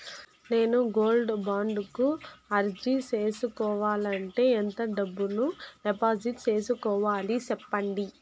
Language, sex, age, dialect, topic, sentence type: Telugu, female, 41-45, Southern, banking, question